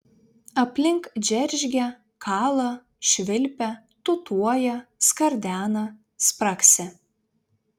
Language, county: Lithuanian, Vilnius